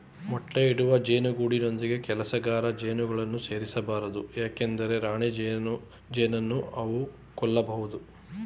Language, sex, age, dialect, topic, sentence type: Kannada, male, 41-45, Mysore Kannada, agriculture, statement